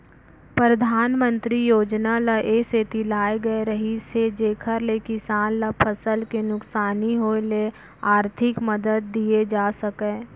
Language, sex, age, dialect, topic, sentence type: Chhattisgarhi, female, 25-30, Central, banking, statement